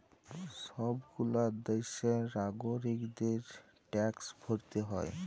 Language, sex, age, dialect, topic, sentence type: Bengali, male, 18-24, Jharkhandi, banking, statement